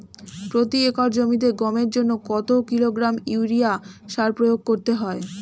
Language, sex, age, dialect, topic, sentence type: Bengali, female, 25-30, Standard Colloquial, agriculture, question